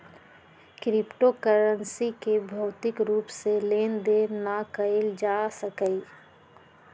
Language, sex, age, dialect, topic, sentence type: Magahi, female, 36-40, Western, banking, statement